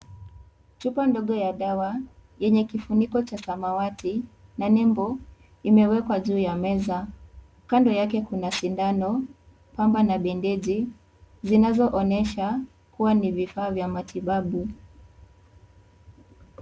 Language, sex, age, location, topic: Swahili, female, 18-24, Kisii, health